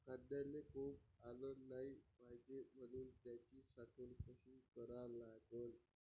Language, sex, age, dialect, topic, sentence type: Marathi, male, 18-24, Varhadi, agriculture, question